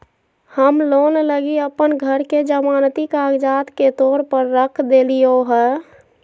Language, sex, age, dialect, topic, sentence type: Magahi, female, 51-55, Southern, banking, statement